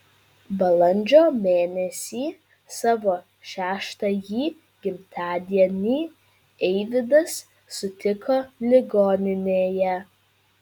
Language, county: Lithuanian, Vilnius